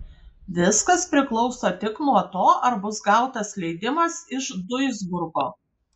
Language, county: Lithuanian, Kaunas